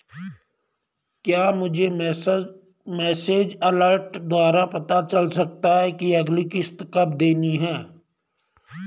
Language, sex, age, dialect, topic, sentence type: Hindi, male, 41-45, Garhwali, banking, question